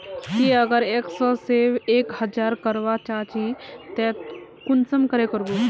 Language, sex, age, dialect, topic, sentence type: Magahi, female, 18-24, Northeastern/Surjapuri, banking, question